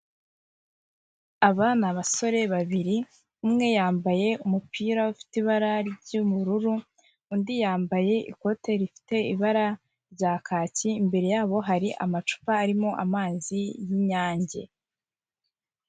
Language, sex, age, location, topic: Kinyarwanda, female, 25-35, Kigali, government